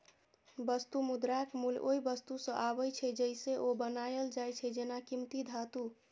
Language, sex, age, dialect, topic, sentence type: Maithili, female, 25-30, Eastern / Thethi, banking, statement